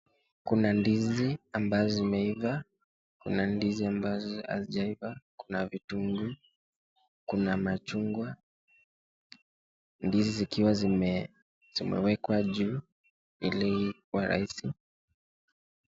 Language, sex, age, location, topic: Swahili, male, 18-24, Nakuru, agriculture